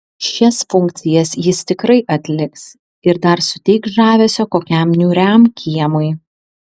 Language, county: Lithuanian, Vilnius